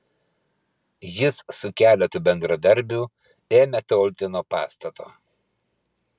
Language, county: Lithuanian, Kaunas